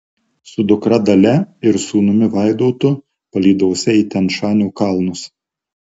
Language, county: Lithuanian, Marijampolė